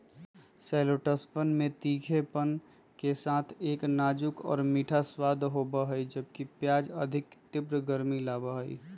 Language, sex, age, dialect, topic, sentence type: Magahi, male, 25-30, Western, agriculture, statement